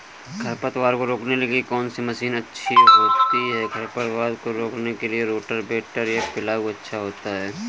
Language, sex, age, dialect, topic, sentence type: Hindi, male, 31-35, Awadhi Bundeli, agriculture, question